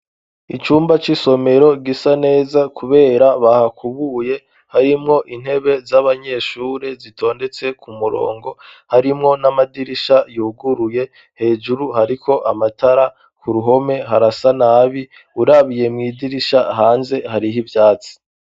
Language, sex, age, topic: Rundi, male, 25-35, education